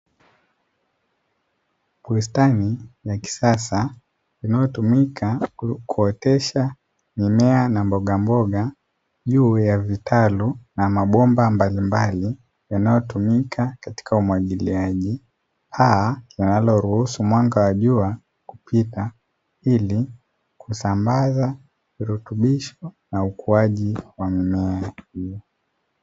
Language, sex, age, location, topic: Swahili, male, 18-24, Dar es Salaam, agriculture